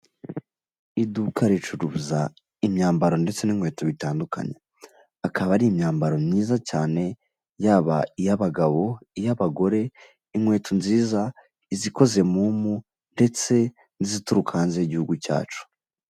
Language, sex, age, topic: Kinyarwanda, male, 18-24, finance